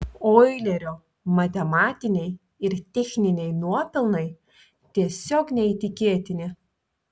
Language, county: Lithuanian, Telšiai